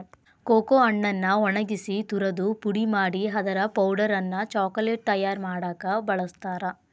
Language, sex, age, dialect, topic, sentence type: Kannada, female, 25-30, Dharwad Kannada, agriculture, statement